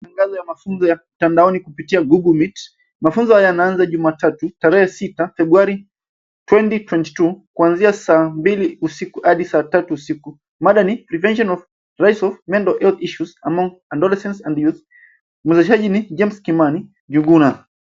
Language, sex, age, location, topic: Swahili, male, 25-35, Nairobi, health